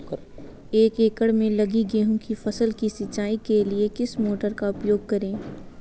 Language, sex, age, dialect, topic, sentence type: Hindi, female, 25-30, Kanauji Braj Bhasha, agriculture, question